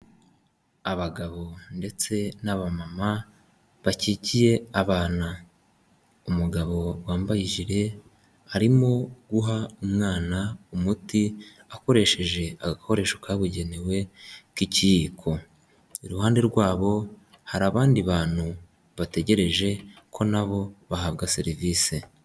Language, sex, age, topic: Kinyarwanda, male, 18-24, health